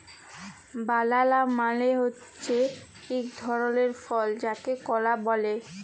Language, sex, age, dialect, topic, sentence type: Bengali, female, 18-24, Jharkhandi, agriculture, statement